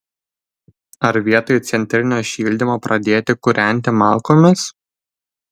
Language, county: Lithuanian, Vilnius